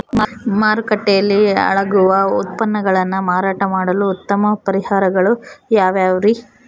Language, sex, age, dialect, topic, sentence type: Kannada, female, 18-24, Central, agriculture, statement